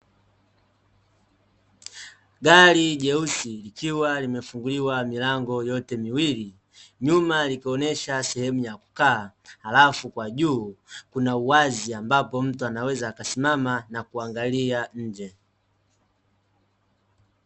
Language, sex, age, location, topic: Swahili, male, 18-24, Dar es Salaam, finance